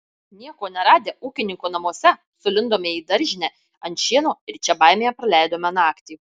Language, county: Lithuanian, Marijampolė